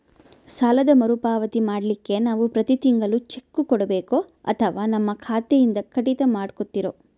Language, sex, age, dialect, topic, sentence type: Kannada, female, 25-30, Central, banking, question